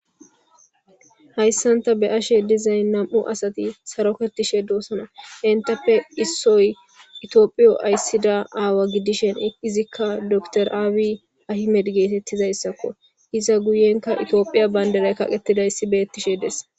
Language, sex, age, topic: Gamo, male, 18-24, government